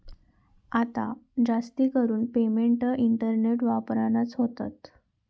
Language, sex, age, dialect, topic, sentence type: Marathi, female, 31-35, Southern Konkan, banking, statement